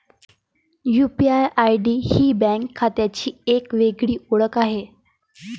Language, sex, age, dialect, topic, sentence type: Marathi, female, 31-35, Varhadi, banking, statement